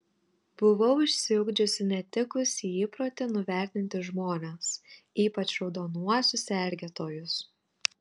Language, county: Lithuanian, Telšiai